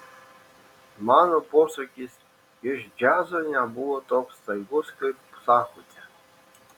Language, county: Lithuanian, Šiauliai